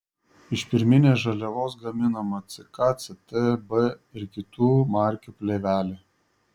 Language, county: Lithuanian, Šiauliai